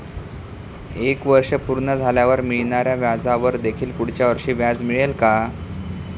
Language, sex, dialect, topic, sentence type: Marathi, male, Standard Marathi, banking, question